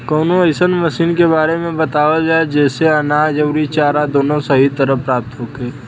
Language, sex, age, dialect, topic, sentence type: Bhojpuri, male, 18-24, Western, agriculture, question